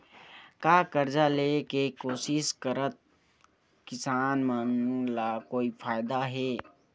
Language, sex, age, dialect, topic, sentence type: Chhattisgarhi, male, 60-100, Western/Budati/Khatahi, agriculture, statement